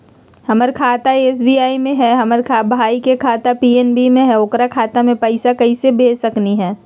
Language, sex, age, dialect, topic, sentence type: Magahi, female, 31-35, Southern, banking, question